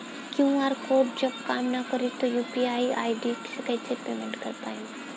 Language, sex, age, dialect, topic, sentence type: Bhojpuri, female, 18-24, Southern / Standard, banking, question